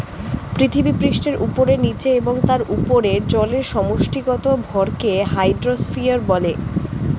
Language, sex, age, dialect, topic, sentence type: Bengali, female, 18-24, Standard Colloquial, agriculture, statement